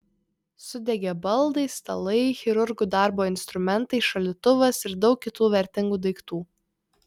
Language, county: Lithuanian, Vilnius